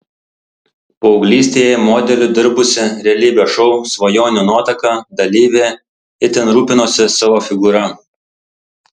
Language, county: Lithuanian, Tauragė